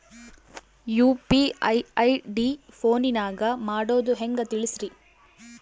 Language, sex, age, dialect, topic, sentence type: Kannada, female, 18-24, Central, banking, question